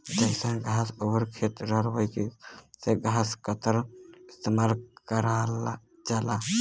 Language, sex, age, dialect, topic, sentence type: Bhojpuri, male, 18-24, Western, agriculture, statement